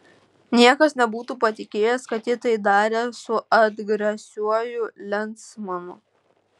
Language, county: Lithuanian, Klaipėda